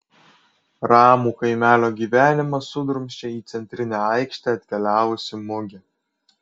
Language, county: Lithuanian, Kaunas